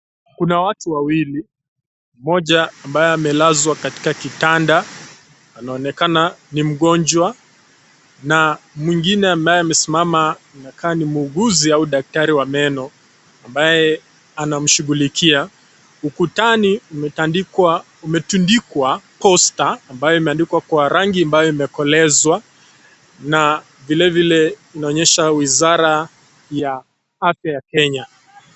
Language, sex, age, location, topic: Swahili, male, 25-35, Kisii, health